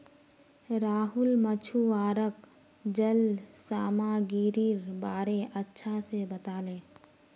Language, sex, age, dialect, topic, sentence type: Magahi, female, 18-24, Northeastern/Surjapuri, agriculture, statement